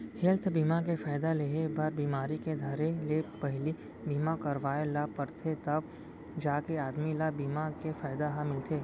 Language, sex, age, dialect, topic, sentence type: Chhattisgarhi, male, 18-24, Central, banking, statement